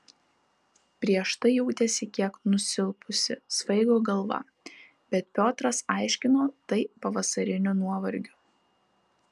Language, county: Lithuanian, Kaunas